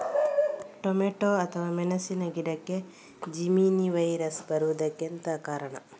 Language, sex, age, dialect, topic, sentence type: Kannada, female, 36-40, Coastal/Dakshin, agriculture, question